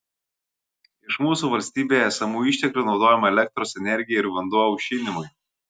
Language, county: Lithuanian, Kaunas